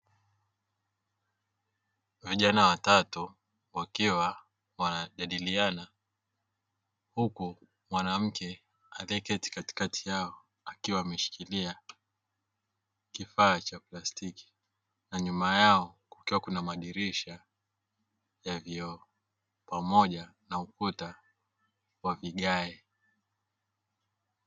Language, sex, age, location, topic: Swahili, male, 18-24, Dar es Salaam, education